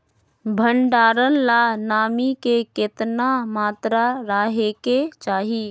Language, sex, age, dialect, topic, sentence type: Magahi, female, 25-30, Western, agriculture, question